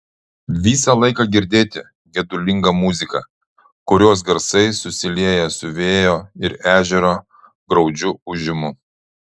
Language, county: Lithuanian, Utena